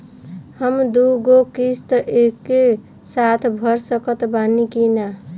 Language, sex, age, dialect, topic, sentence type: Bhojpuri, female, 25-30, Southern / Standard, banking, question